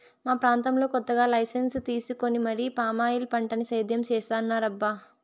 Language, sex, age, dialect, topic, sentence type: Telugu, female, 25-30, Southern, agriculture, statement